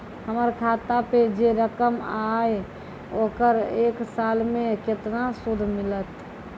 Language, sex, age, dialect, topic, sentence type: Maithili, female, 25-30, Angika, banking, question